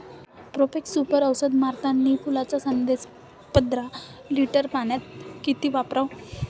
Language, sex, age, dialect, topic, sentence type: Marathi, female, 18-24, Varhadi, agriculture, question